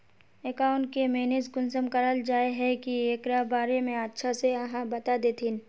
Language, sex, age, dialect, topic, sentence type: Magahi, female, 18-24, Northeastern/Surjapuri, banking, question